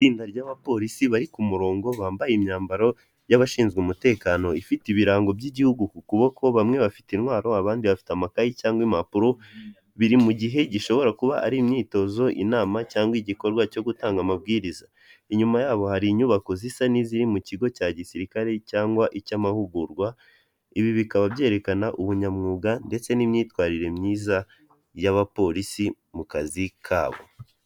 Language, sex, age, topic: Kinyarwanda, male, 18-24, government